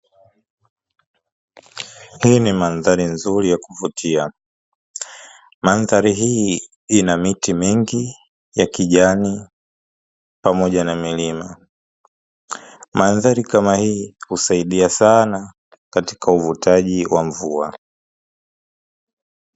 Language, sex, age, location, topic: Swahili, male, 25-35, Dar es Salaam, agriculture